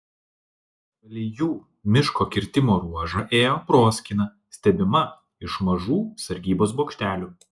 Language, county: Lithuanian, Klaipėda